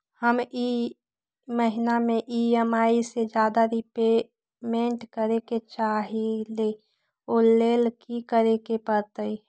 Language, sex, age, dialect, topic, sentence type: Magahi, female, 18-24, Western, banking, question